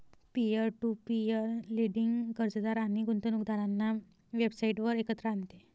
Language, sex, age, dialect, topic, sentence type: Marathi, male, 18-24, Varhadi, banking, statement